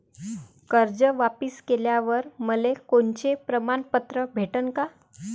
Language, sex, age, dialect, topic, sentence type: Marathi, female, 25-30, Varhadi, banking, question